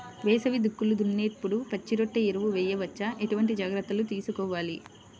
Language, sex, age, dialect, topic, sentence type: Telugu, female, 25-30, Central/Coastal, agriculture, question